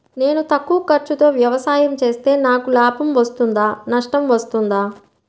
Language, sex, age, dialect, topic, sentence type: Telugu, female, 60-100, Central/Coastal, agriculture, question